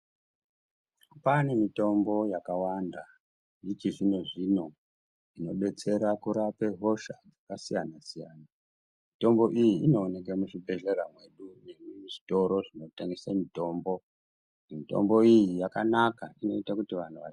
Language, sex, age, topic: Ndau, male, 50+, health